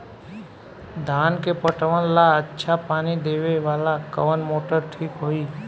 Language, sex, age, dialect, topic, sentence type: Bhojpuri, male, 18-24, Southern / Standard, agriculture, question